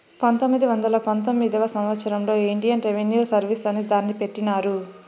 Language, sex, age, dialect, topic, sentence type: Telugu, male, 18-24, Southern, banking, statement